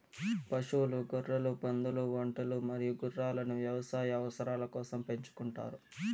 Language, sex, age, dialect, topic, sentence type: Telugu, male, 18-24, Southern, agriculture, statement